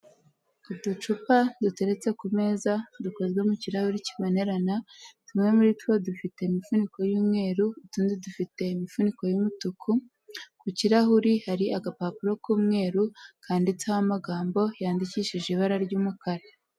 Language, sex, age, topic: Kinyarwanda, female, 18-24, health